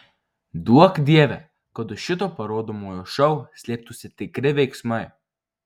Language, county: Lithuanian, Marijampolė